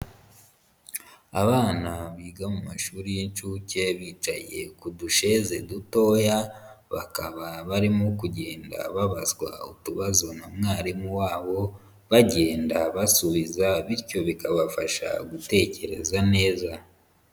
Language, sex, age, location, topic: Kinyarwanda, male, 25-35, Huye, education